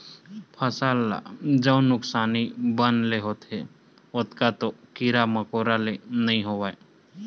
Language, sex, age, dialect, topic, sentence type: Chhattisgarhi, male, 18-24, Western/Budati/Khatahi, agriculture, statement